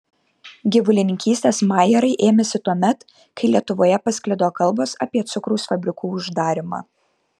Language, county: Lithuanian, Kaunas